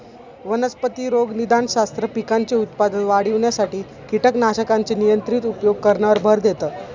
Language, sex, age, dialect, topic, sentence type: Marathi, male, 18-24, Standard Marathi, agriculture, statement